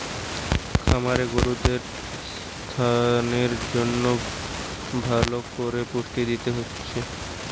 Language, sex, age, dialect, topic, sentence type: Bengali, male, 18-24, Western, agriculture, statement